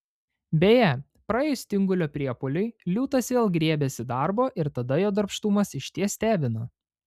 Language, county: Lithuanian, Panevėžys